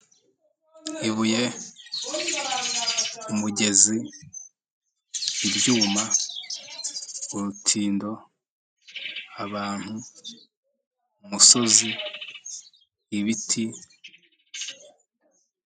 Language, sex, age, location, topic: Kinyarwanda, male, 25-35, Nyagatare, government